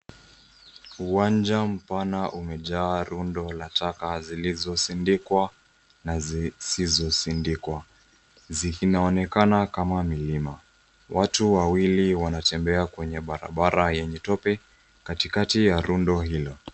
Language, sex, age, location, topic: Swahili, female, 18-24, Nairobi, government